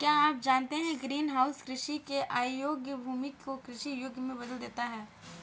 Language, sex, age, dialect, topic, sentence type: Hindi, female, 18-24, Kanauji Braj Bhasha, agriculture, statement